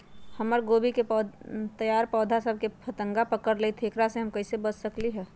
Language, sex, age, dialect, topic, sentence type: Magahi, female, 31-35, Western, agriculture, question